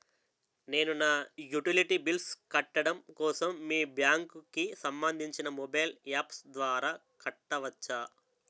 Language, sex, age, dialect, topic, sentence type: Telugu, male, 18-24, Utterandhra, banking, question